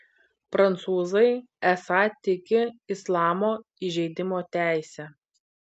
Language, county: Lithuanian, Vilnius